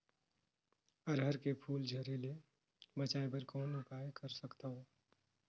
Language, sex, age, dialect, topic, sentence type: Chhattisgarhi, male, 18-24, Northern/Bhandar, agriculture, question